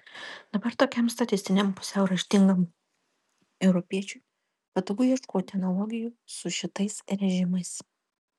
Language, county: Lithuanian, Kaunas